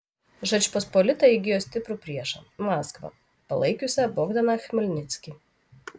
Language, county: Lithuanian, Vilnius